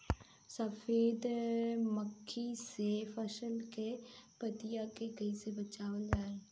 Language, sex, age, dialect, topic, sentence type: Bhojpuri, female, 31-35, Southern / Standard, agriculture, question